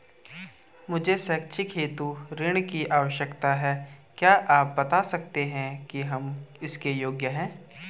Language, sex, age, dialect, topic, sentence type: Hindi, male, 18-24, Garhwali, banking, question